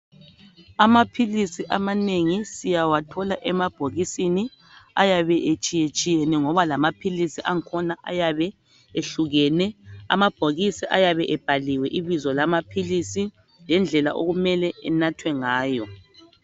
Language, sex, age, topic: North Ndebele, male, 25-35, health